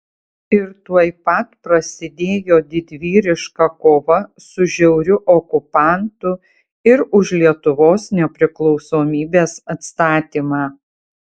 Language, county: Lithuanian, Utena